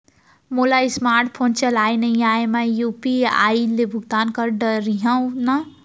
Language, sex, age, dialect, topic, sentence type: Chhattisgarhi, female, 31-35, Central, banking, question